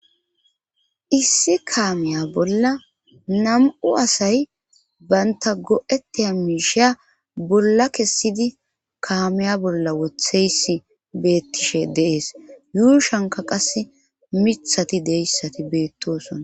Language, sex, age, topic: Gamo, female, 36-49, government